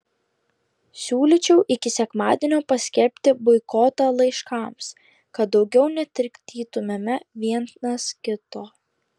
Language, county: Lithuanian, Klaipėda